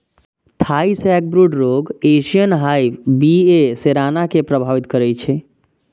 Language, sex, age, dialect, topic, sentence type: Maithili, male, 25-30, Eastern / Thethi, agriculture, statement